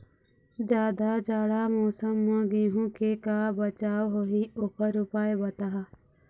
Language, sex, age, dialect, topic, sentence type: Chhattisgarhi, female, 51-55, Eastern, agriculture, question